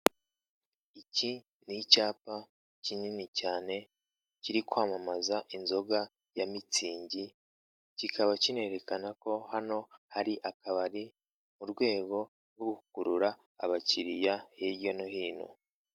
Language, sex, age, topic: Kinyarwanda, male, 18-24, finance